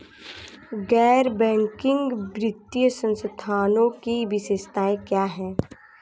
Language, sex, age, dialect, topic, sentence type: Hindi, female, 18-24, Hindustani Malvi Khadi Boli, banking, question